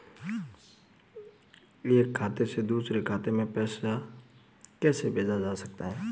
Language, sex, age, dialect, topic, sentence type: Hindi, male, 25-30, Marwari Dhudhari, banking, question